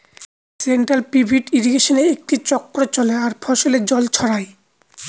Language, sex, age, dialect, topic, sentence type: Bengali, male, 25-30, Northern/Varendri, agriculture, statement